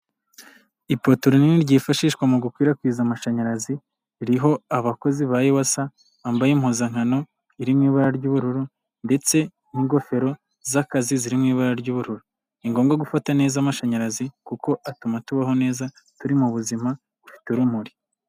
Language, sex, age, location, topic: Kinyarwanda, male, 18-24, Nyagatare, government